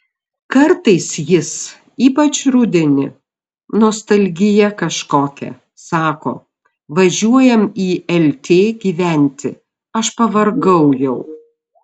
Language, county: Lithuanian, Šiauliai